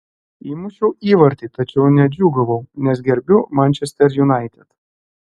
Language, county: Lithuanian, Klaipėda